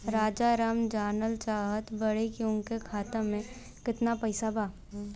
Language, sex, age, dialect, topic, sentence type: Bhojpuri, female, 18-24, Western, banking, question